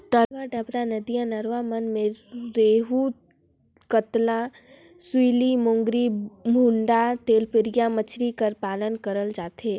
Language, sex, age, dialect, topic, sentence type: Chhattisgarhi, male, 56-60, Northern/Bhandar, agriculture, statement